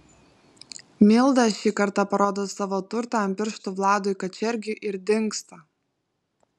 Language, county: Lithuanian, Vilnius